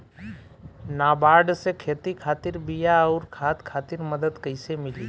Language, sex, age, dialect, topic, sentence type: Bhojpuri, male, 18-24, Southern / Standard, banking, question